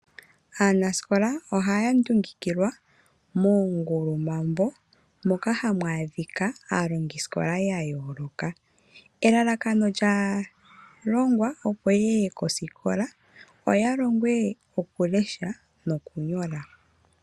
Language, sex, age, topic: Oshiwambo, female, 25-35, agriculture